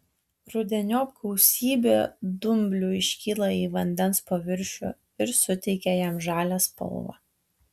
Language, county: Lithuanian, Tauragė